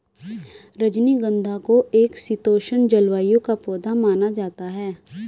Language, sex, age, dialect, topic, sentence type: Hindi, female, 25-30, Hindustani Malvi Khadi Boli, agriculture, statement